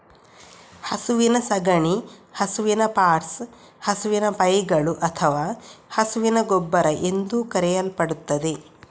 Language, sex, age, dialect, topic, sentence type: Kannada, female, 25-30, Coastal/Dakshin, agriculture, statement